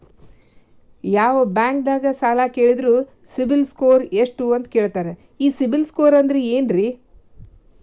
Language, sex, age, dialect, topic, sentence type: Kannada, female, 46-50, Dharwad Kannada, banking, question